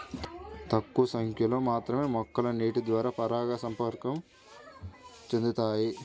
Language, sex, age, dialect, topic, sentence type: Telugu, male, 18-24, Central/Coastal, agriculture, statement